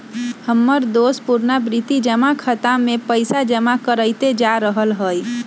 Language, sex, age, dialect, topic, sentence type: Magahi, female, 25-30, Western, banking, statement